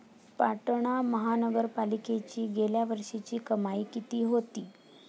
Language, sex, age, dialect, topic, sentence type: Marathi, female, 31-35, Standard Marathi, banking, statement